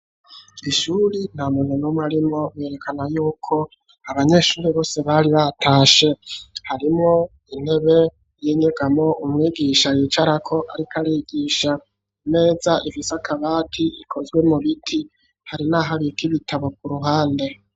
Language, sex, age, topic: Rundi, male, 25-35, education